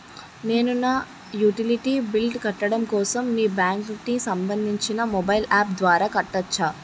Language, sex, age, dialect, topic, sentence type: Telugu, male, 18-24, Utterandhra, banking, question